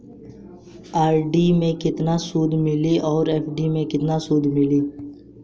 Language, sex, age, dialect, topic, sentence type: Bhojpuri, male, 18-24, Southern / Standard, banking, question